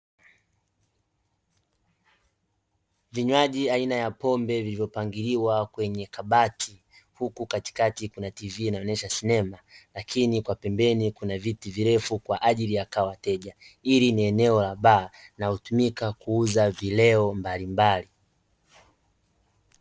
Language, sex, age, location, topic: Swahili, male, 18-24, Dar es Salaam, finance